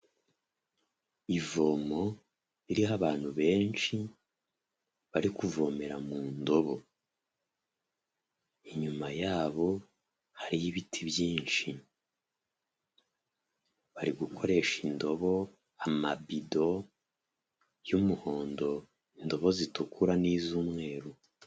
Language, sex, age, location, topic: Kinyarwanda, male, 25-35, Huye, health